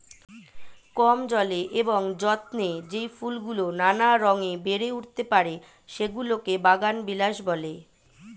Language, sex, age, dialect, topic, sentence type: Bengali, female, 36-40, Standard Colloquial, agriculture, statement